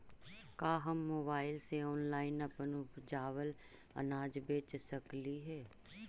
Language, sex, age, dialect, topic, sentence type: Magahi, female, 25-30, Central/Standard, agriculture, question